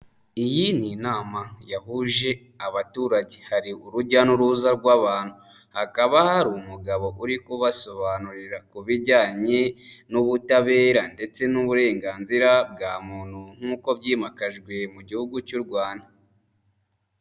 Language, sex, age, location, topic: Kinyarwanda, male, 25-35, Nyagatare, government